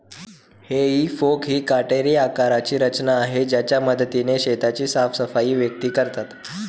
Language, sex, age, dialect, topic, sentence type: Marathi, male, 18-24, Standard Marathi, agriculture, statement